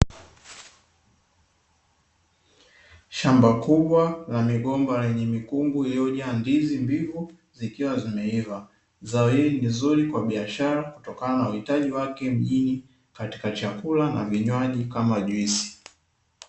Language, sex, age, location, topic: Swahili, male, 18-24, Dar es Salaam, agriculture